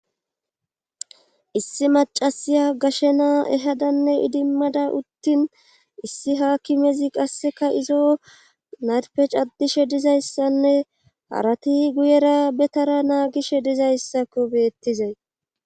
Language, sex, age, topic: Gamo, female, 25-35, government